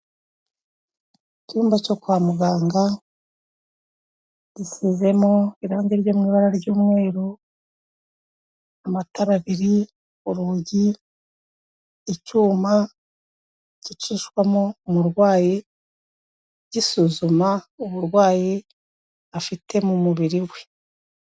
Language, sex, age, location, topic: Kinyarwanda, female, 36-49, Kigali, health